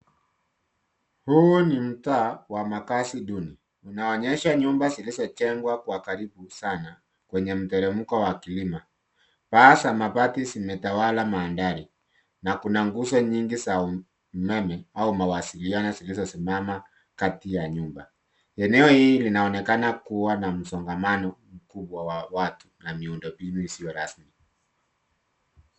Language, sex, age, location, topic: Swahili, male, 36-49, Nairobi, government